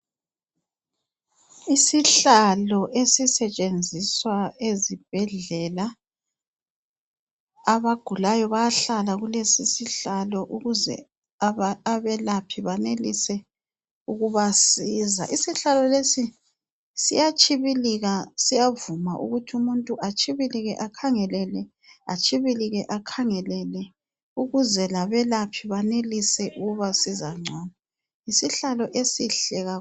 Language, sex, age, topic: North Ndebele, female, 50+, health